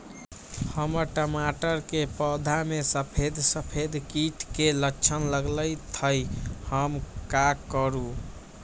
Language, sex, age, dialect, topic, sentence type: Magahi, male, 18-24, Western, agriculture, question